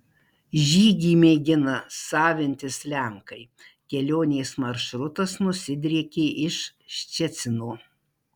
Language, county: Lithuanian, Marijampolė